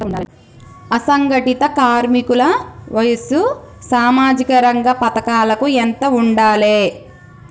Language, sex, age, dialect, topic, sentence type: Telugu, female, 25-30, Telangana, banking, question